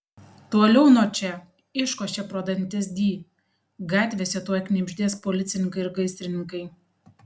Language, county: Lithuanian, Panevėžys